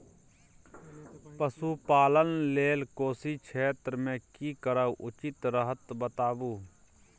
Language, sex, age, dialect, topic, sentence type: Maithili, male, 18-24, Bajjika, agriculture, question